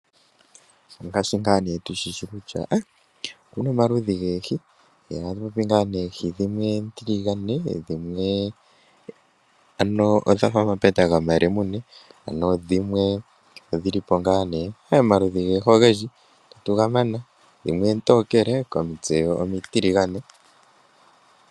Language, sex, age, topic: Oshiwambo, male, 18-24, agriculture